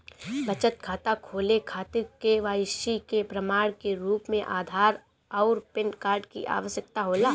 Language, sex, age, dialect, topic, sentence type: Bhojpuri, female, 18-24, Northern, banking, statement